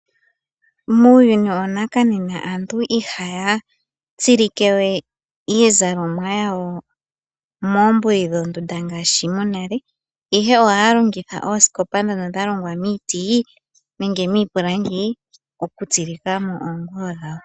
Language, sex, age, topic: Oshiwambo, female, 18-24, finance